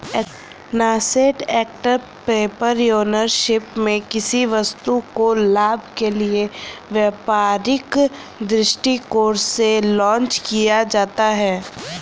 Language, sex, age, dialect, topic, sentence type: Hindi, female, 31-35, Kanauji Braj Bhasha, banking, statement